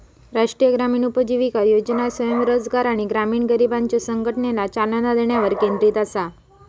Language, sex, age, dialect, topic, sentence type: Marathi, female, 25-30, Southern Konkan, banking, statement